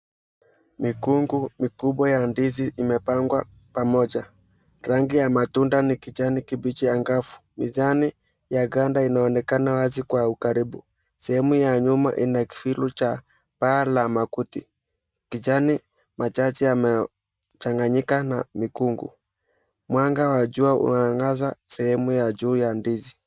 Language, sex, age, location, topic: Swahili, male, 18-24, Mombasa, agriculture